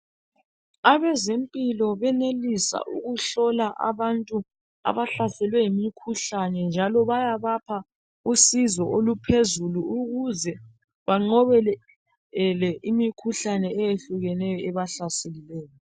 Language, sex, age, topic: North Ndebele, female, 36-49, health